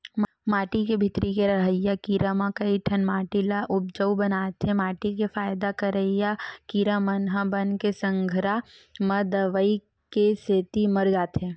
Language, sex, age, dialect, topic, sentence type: Chhattisgarhi, female, 18-24, Western/Budati/Khatahi, agriculture, statement